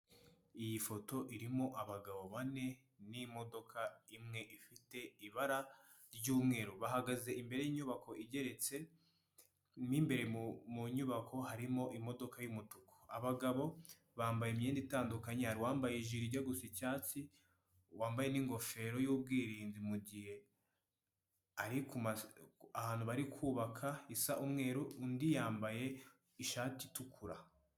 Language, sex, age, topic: Kinyarwanda, male, 18-24, finance